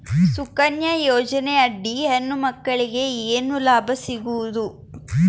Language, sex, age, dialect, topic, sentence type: Kannada, female, 18-24, Northeastern, banking, question